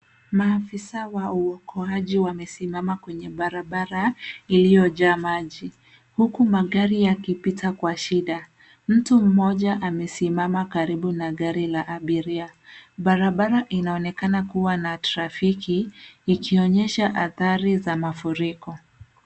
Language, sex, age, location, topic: Swahili, female, 18-24, Nairobi, health